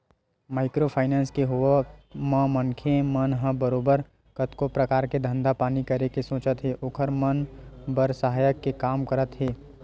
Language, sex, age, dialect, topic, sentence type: Chhattisgarhi, male, 18-24, Western/Budati/Khatahi, banking, statement